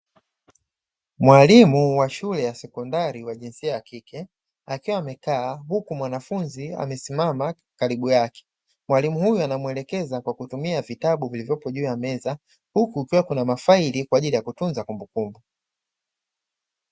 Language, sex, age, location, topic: Swahili, male, 25-35, Dar es Salaam, education